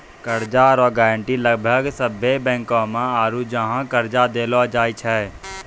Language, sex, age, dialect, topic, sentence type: Maithili, male, 18-24, Angika, banking, statement